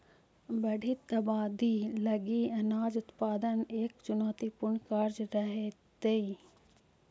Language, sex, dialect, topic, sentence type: Magahi, female, Central/Standard, agriculture, statement